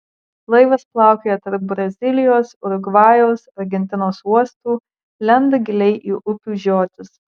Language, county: Lithuanian, Marijampolė